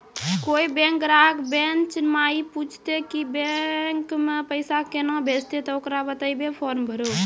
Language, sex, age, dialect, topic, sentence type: Maithili, female, 18-24, Angika, banking, question